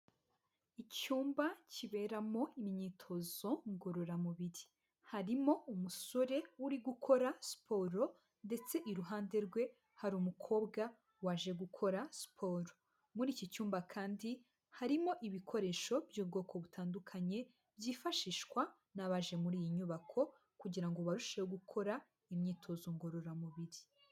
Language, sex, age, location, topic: Kinyarwanda, female, 18-24, Huye, health